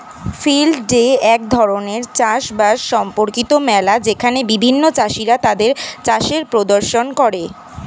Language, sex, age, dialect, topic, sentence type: Bengali, female, <18, Standard Colloquial, agriculture, statement